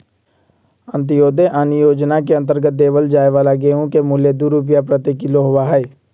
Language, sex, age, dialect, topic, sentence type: Magahi, male, 18-24, Western, agriculture, statement